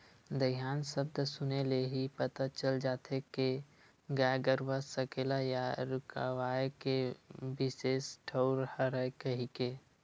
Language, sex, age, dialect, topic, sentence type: Chhattisgarhi, male, 18-24, Western/Budati/Khatahi, agriculture, statement